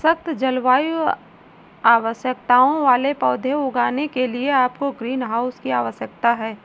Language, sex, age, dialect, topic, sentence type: Hindi, female, 18-24, Marwari Dhudhari, agriculture, statement